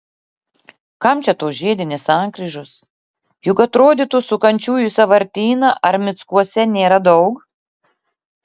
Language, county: Lithuanian, Klaipėda